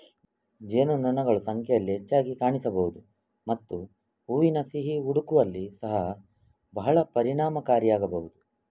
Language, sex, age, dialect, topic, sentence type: Kannada, male, 25-30, Coastal/Dakshin, agriculture, statement